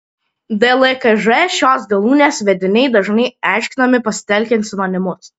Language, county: Lithuanian, Klaipėda